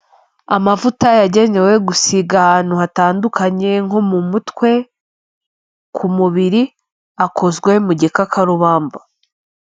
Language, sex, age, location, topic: Kinyarwanda, female, 25-35, Kigali, health